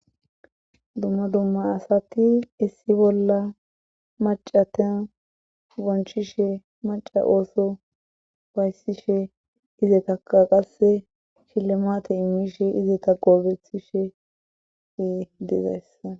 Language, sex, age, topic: Gamo, female, 18-24, government